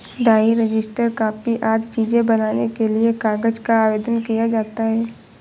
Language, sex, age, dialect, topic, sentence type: Hindi, female, 51-55, Awadhi Bundeli, agriculture, statement